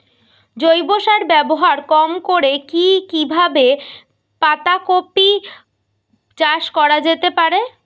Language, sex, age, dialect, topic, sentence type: Bengali, female, 18-24, Rajbangshi, agriculture, question